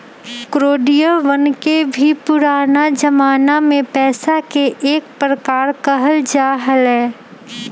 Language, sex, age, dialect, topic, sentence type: Magahi, female, 25-30, Western, banking, statement